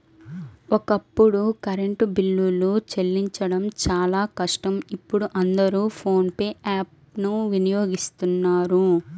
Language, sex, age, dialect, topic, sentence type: Telugu, female, 18-24, Central/Coastal, banking, statement